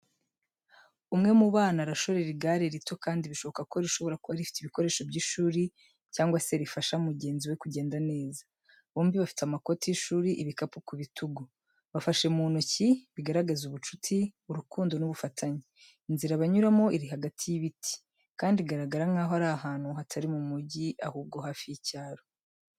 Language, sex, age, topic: Kinyarwanda, female, 25-35, education